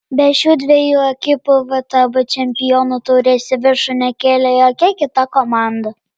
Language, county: Lithuanian, Panevėžys